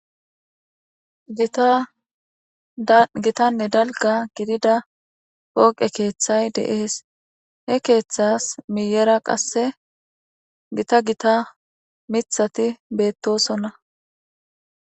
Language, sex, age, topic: Gamo, female, 25-35, government